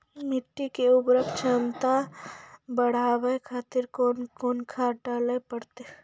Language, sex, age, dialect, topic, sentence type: Maithili, female, 51-55, Angika, agriculture, question